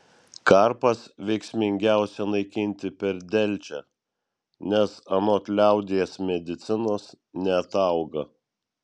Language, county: Lithuanian, Vilnius